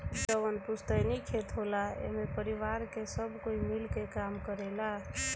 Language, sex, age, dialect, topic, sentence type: Bhojpuri, female, 18-24, Southern / Standard, agriculture, statement